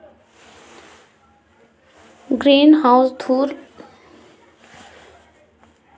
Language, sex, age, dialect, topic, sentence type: Magahi, female, 25-30, Southern, agriculture, statement